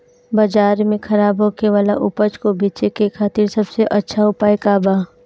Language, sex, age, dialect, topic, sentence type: Bhojpuri, female, 18-24, Northern, agriculture, statement